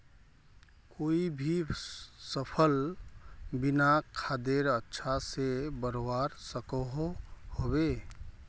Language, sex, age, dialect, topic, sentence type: Magahi, male, 31-35, Northeastern/Surjapuri, agriculture, question